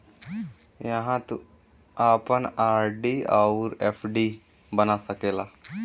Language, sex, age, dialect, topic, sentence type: Bhojpuri, male, 18-24, Western, banking, statement